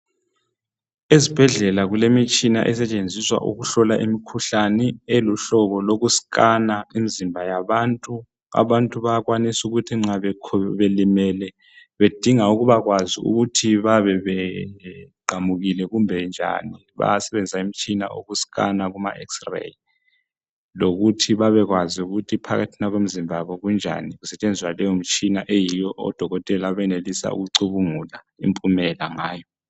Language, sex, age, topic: North Ndebele, male, 36-49, health